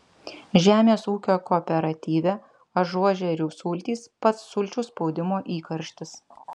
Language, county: Lithuanian, Vilnius